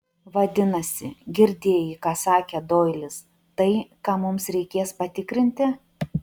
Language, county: Lithuanian, Klaipėda